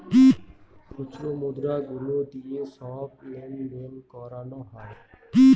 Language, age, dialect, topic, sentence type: Bengali, 60-100, Northern/Varendri, banking, statement